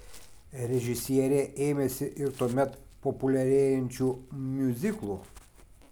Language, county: Lithuanian, Kaunas